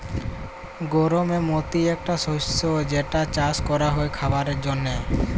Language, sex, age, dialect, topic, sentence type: Bengali, male, 18-24, Jharkhandi, agriculture, statement